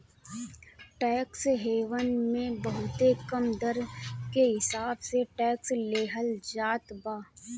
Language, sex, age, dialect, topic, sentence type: Bhojpuri, female, 31-35, Northern, banking, statement